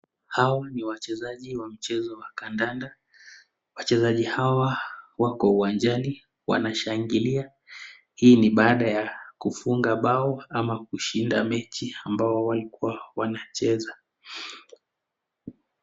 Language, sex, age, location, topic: Swahili, male, 25-35, Nakuru, government